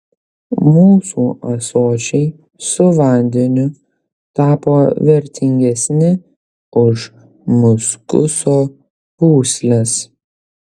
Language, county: Lithuanian, Kaunas